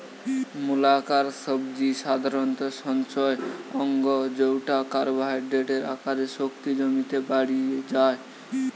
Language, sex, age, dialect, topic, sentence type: Bengali, male, 18-24, Western, agriculture, statement